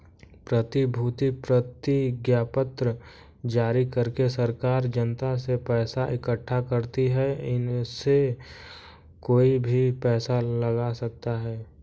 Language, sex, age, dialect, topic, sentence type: Hindi, male, 46-50, Kanauji Braj Bhasha, banking, statement